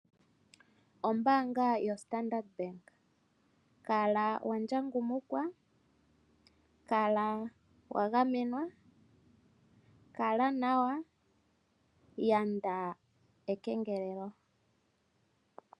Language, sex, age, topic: Oshiwambo, female, 25-35, finance